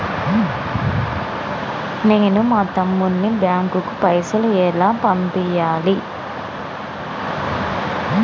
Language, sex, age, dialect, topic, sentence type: Telugu, female, 25-30, Telangana, banking, question